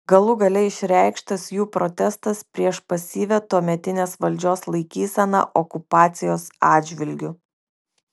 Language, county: Lithuanian, Kaunas